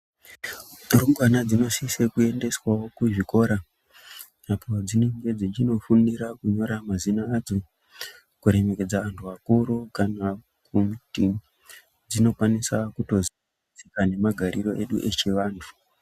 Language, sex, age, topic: Ndau, male, 25-35, education